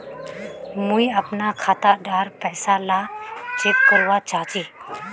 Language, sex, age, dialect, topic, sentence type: Magahi, female, 18-24, Northeastern/Surjapuri, banking, question